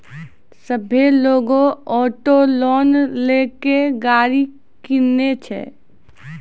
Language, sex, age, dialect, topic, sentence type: Maithili, female, 56-60, Angika, banking, statement